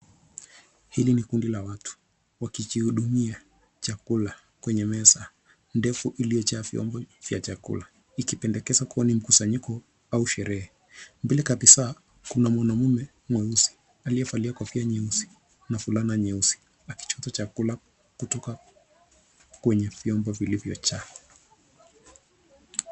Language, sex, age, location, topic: Swahili, male, 25-35, Nairobi, education